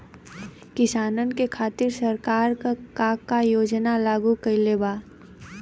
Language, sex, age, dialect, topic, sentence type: Bhojpuri, female, 18-24, Western, agriculture, question